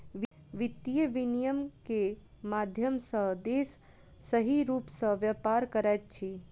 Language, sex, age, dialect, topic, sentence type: Maithili, female, 25-30, Southern/Standard, banking, statement